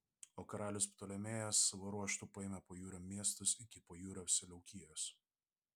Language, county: Lithuanian, Vilnius